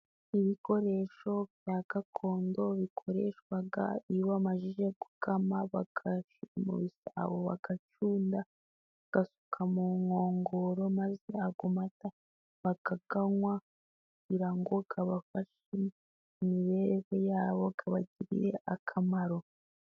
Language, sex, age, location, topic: Kinyarwanda, female, 18-24, Musanze, government